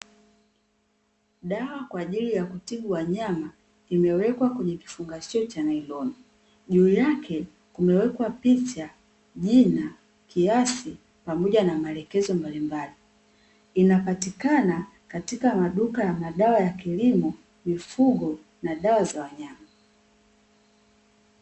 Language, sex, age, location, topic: Swahili, female, 36-49, Dar es Salaam, agriculture